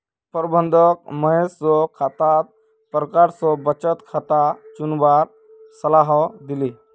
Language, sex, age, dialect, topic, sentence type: Magahi, male, 60-100, Northeastern/Surjapuri, banking, statement